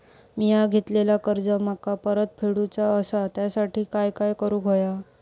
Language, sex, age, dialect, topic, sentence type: Marathi, female, 31-35, Southern Konkan, banking, question